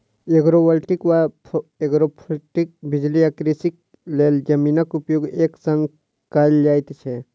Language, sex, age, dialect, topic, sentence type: Maithili, male, 60-100, Southern/Standard, agriculture, statement